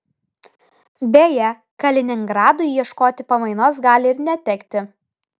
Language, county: Lithuanian, Telšiai